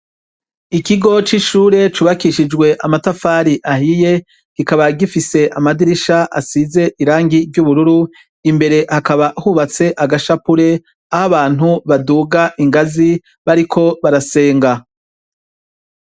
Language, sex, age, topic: Rundi, male, 36-49, education